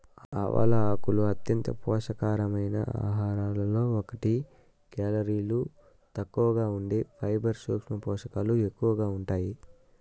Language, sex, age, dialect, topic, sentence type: Telugu, male, 25-30, Southern, agriculture, statement